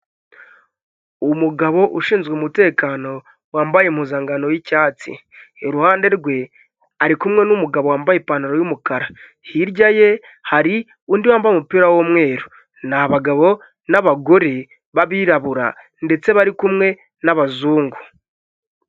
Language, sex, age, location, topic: Kinyarwanda, male, 25-35, Kigali, health